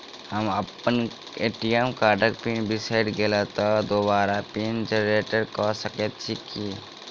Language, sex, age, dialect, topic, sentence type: Maithili, male, 18-24, Southern/Standard, banking, question